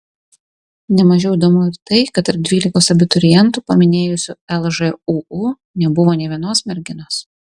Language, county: Lithuanian, Kaunas